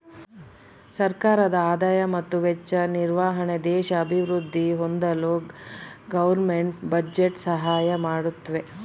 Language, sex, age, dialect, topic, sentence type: Kannada, female, 36-40, Mysore Kannada, banking, statement